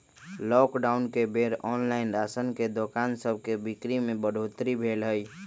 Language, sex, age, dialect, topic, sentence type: Magahi, male, 31-35, Western, agriculture, statement